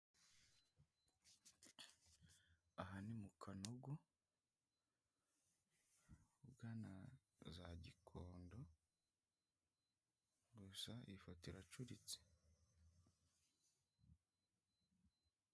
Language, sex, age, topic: Kinyarwanda, male, 25-35, government